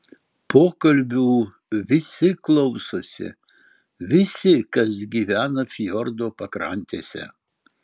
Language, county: Lithuanian, Marijampolė